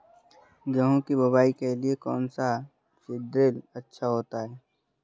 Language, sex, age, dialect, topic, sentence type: Hindi, male, 25-30, Awadhi Bundeli, agriculture, question